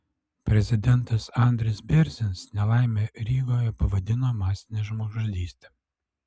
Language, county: Lithuanian, Alytus